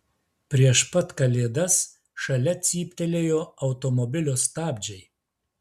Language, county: Lithuanian, Klaipėda